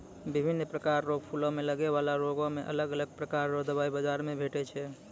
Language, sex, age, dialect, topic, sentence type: Maithili, male, 18-24, Angika, agriculture, statement